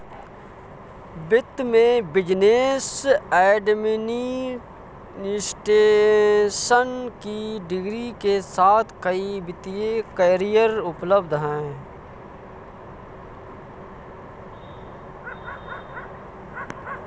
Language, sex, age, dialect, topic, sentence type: Hindi, male, 25-30, Awadhi Bundeli, banking, statement